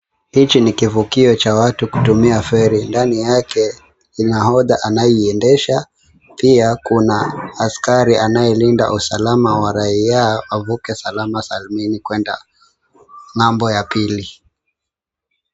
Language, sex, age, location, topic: Swahili, male, 18-24, Mombasa, government